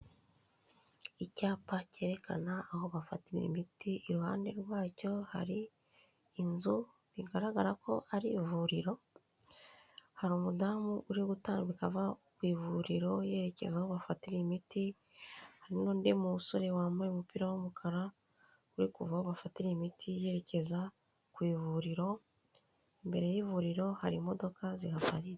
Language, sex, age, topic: Kinyarwanda, female, 36-49, government